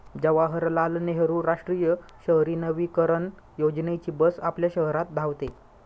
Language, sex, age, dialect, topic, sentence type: Marathi, male, 25-30, Standard Marathi, banking, statement